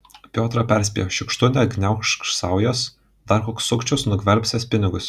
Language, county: Lithuanian, Kaunas